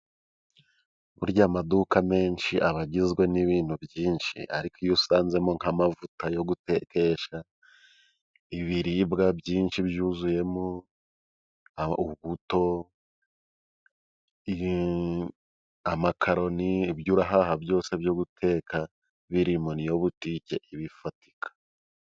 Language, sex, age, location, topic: Kinyarwanda, male, 25-35, Musanze, finance